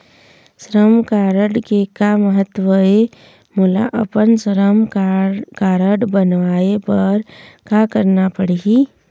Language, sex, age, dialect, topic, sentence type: Chhattisgarhi, female, 25-30, Eastern, banking, question